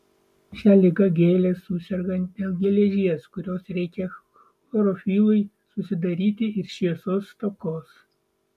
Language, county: Lithuanian, Vilnius